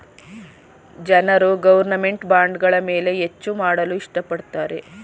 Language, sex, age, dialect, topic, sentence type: Kannada, female, 31-35, Mysore Kannada, banking, statement